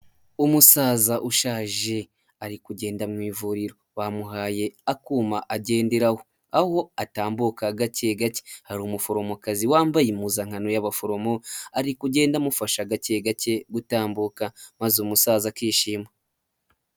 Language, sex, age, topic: Kinyarwanda, male, 18-24, health